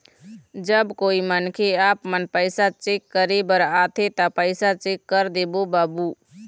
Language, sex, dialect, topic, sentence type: Chhattisgarhi, female, Eastern, banking, question